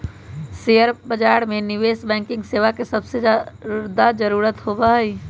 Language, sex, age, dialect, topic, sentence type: Magahi, female, 18-24, Western, banking, statement